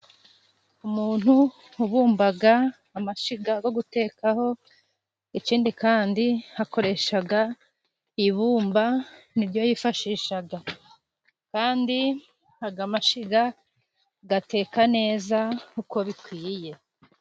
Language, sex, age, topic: Kinyarwanda, female, 25-35, government